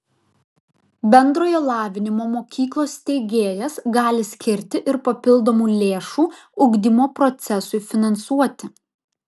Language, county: Lithuanian, Vilnius